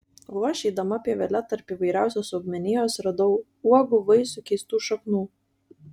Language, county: Lithuanian, Kaunas